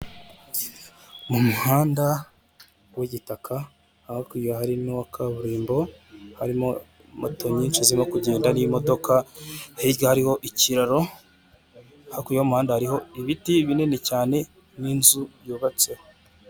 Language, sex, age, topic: Kinyarwanda, male, 25-35, government